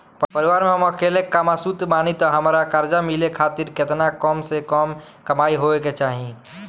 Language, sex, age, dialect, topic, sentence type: Bhojpuri, male, 18-24, Southern / Standard, banking, question